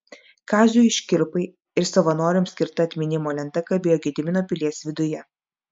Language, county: Lithuanian, Klaipėda